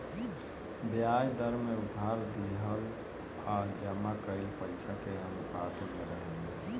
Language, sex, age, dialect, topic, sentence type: Bhojpuri, male, 18-24, Southern / Standard, banking, statement